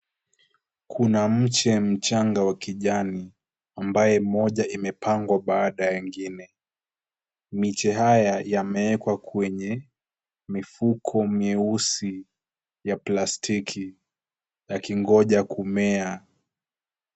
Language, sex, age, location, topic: Swahili, male, 18-24, Kisumu, agriculture